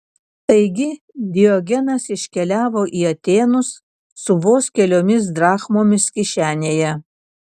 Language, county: Lithuanian, Kaunas